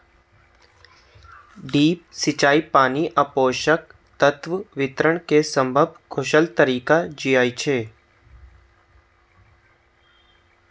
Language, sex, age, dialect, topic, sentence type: Maithili, male, 18-24, Eastern / Thethi, agriculture, statement